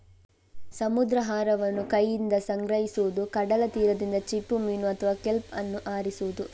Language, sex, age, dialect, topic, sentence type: Kannada, female, 18-24, Coastal/Dakshin, agriculture, statement